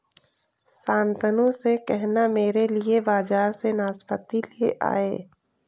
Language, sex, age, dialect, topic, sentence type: Hindi, female, 18-24, Kanauji Braj Bhasha, agriculture, statement